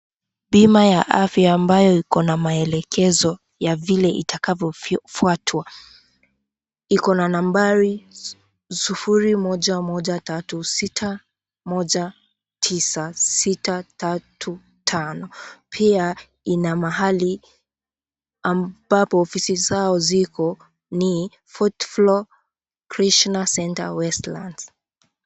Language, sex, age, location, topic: Swahili, female, 18-24, Kisii, finance